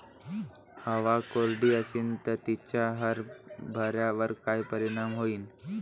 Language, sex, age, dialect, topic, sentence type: Marathi, male, 18-24, Varhadi, agriculture, question